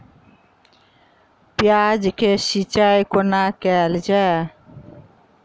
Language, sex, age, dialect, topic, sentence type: Maithili, female, 46-50, Southern/Standard, agriculture, question